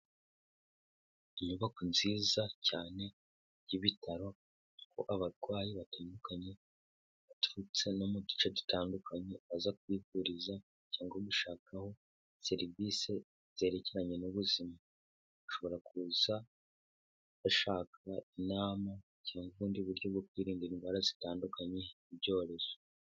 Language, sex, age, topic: Kinyarwanda, male, 18-24, health